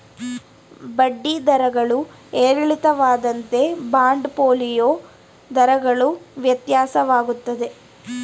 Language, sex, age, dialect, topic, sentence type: Kannada, female, 18-24, Mysore Kannada, banking, statement